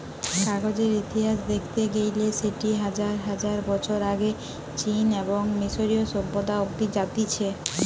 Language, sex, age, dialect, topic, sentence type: Bengali, female, 18-24, Western, agriculture, statement